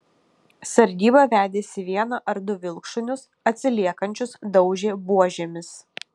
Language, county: Lithuanian, Kaunas